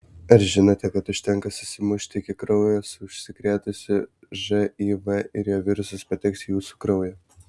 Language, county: Lithuanian, Vilnius